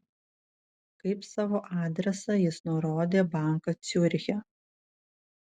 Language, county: Lithuanian, Vilnius